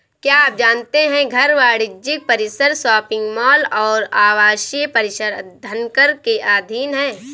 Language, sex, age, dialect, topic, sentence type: Hindi, female, 18-24, Awadhi Bundeli, banking, statement